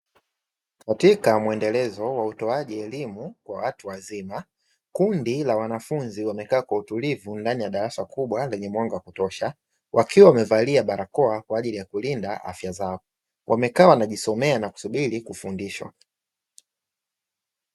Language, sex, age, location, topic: Swahili, male, 25-35, Dar es Salaam, education